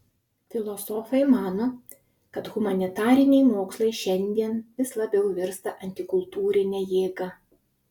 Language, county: Lithuanian, Utena